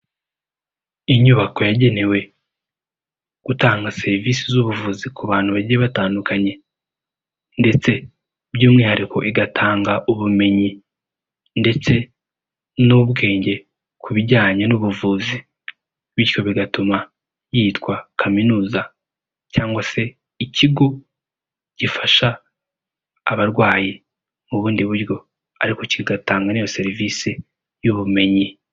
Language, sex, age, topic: Kinyarwanda, male, 18-24, health